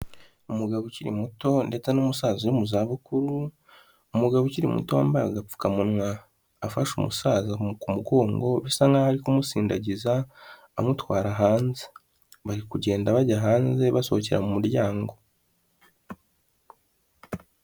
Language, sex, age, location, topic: Kinyarwanda, male, 18-24, Kigali, health